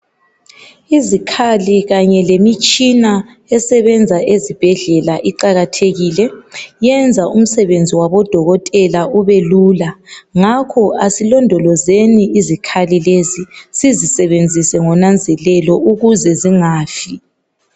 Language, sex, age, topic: North Ndebele, female, 36-49, health